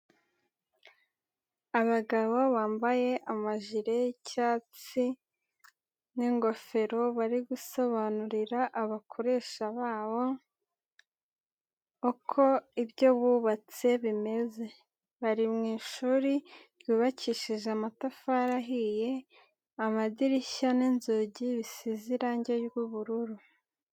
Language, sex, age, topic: Kinyarwanda, female, 18-24, education